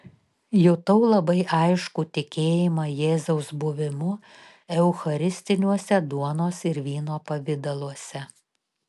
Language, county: Lithuanian, Telšiai